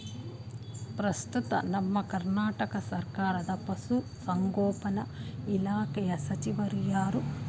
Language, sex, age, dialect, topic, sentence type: Kannada, female, 46-50, Mysore Kannada, agriculture, question